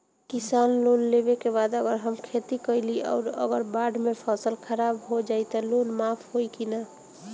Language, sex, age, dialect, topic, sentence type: Bhojpuri, female, 18-24, Northern, banking, question